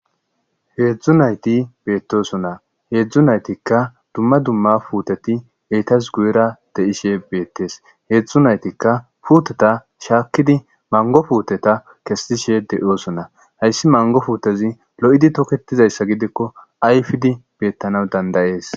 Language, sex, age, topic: Gamo, male, 25-35, agriculture